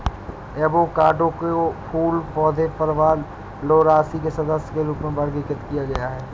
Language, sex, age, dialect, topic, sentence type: Hindi, male, 60-100, Awadhi Bundeli, agriculture, statement